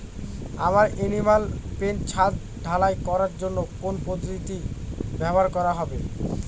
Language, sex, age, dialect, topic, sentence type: Bengali, male, <18, Northern/Varendri, banking, question